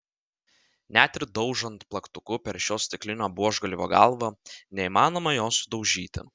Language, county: Lithuanian, Vilnius